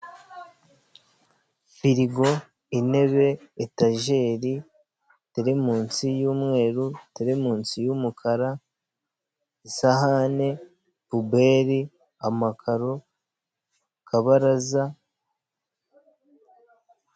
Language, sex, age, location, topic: Kinyarwanda, male, 18-24, Kigali, finance